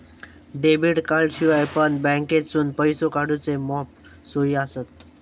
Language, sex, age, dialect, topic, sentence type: Marathi, male, 18-24, Southern Konkan, banking, statement